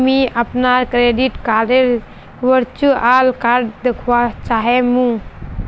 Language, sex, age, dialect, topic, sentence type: Magahi, female, 18-24, Northeastern/Surjapuri, banking, statement